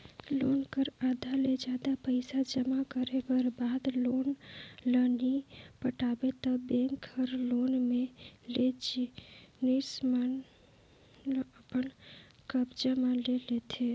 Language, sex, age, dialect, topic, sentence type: Chhattisgarhi, female, 18-24, Northern/Bhandar, banking, statement